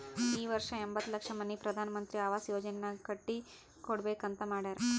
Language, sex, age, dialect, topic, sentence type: Kannada, male, 25-30, Northeastern, banking, statement